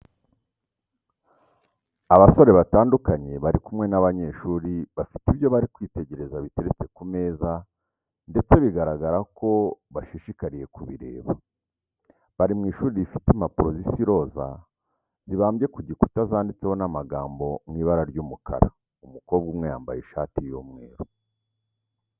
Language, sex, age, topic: Kinyarwanda, male, 36-49, education